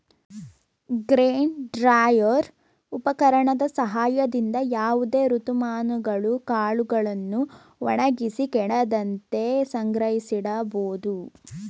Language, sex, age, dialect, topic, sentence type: Kannada, female, 18-24, Mysore Kannada, agriculture, statement